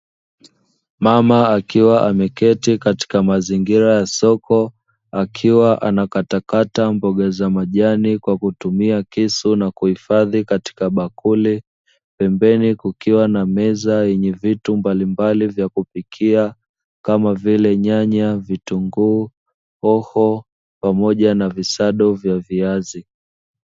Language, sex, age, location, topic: Swahili, male, 25-35, Dar es Salaam, finance